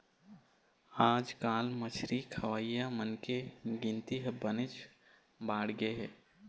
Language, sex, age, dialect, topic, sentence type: Chhattisgarhi, male, 18-24, Eastern, agriculture, statement